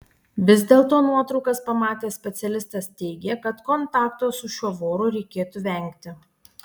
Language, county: Lithuanian, Panevėžys